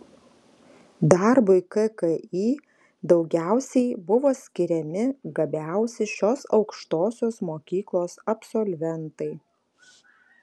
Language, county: Lithuanian, Alytus